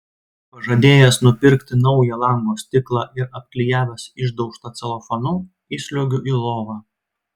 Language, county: Lithuanian, Klaipėda